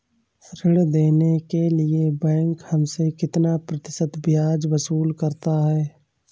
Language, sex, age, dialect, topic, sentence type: Hindi, male, 25-30, Awadhi Bundeli, banking, question